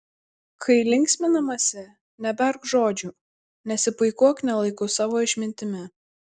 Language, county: Lithuanian, Kaunas